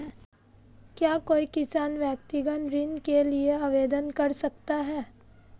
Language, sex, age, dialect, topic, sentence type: Hindi, female, 18-24, Marwari Dhudhari, banking, question